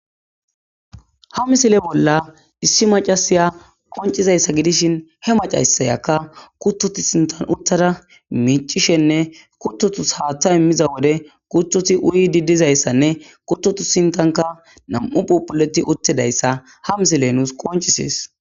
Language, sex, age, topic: Gamo, male, 18-24, agriculture